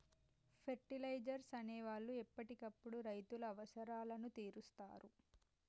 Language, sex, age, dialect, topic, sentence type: Telugu, female, 18-24, Telangana, agriculture, statement